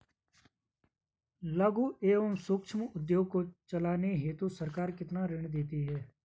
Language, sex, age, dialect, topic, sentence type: Hindi, male, 25-30, Garhwali, banking, question